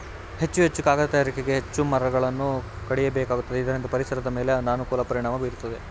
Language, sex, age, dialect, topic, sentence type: Kannada, male, 18-24, Mysore Kannada, agriculture, statement